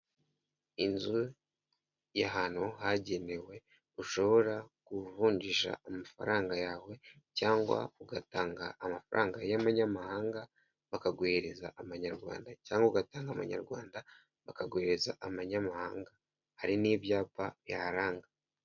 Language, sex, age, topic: Kinyarwanda, male, 18-24, finance